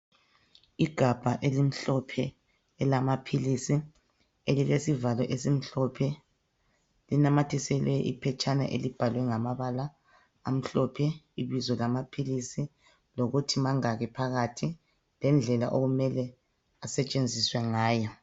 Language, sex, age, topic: North Ndebele, female, 25-35, health